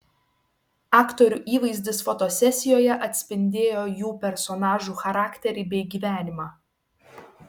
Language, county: Lithuanian, Šiauliai